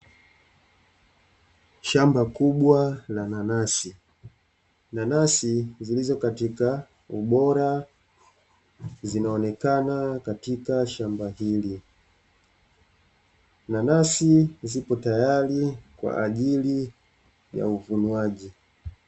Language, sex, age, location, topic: Swahili, male, 25-35, Dar es Salaam, agriculture